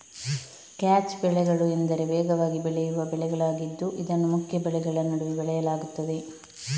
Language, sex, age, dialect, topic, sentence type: Kannada, female, 18-24, Coastal/Dakshin, agriculture, statement